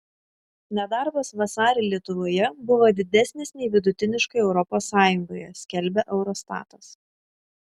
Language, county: Lithuanian, Šiauliai